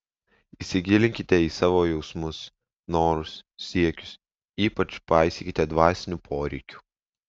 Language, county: Lithuanian, Vilnius